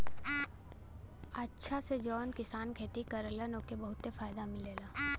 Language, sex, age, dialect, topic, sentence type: Bhojpuri, female, 18-24, Western, agriculture, statement